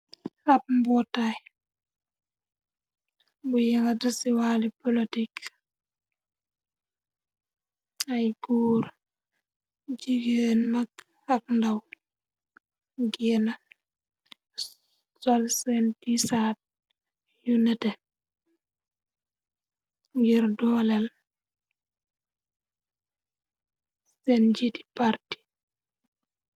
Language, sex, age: Wolof, female, 25-35